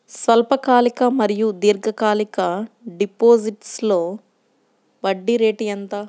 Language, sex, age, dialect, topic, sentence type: Telugu, female, 31-35, Central/Coastal, banking, question